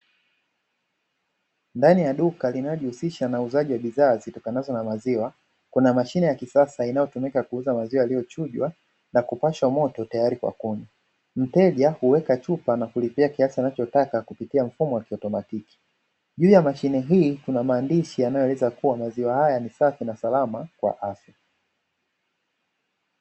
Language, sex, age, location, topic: Swahili, male, 25-35, Dar es Salaam, finance